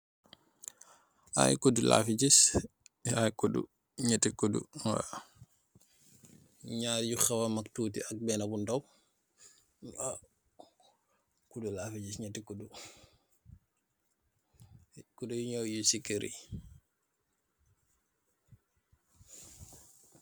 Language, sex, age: Wolof, male, 18-24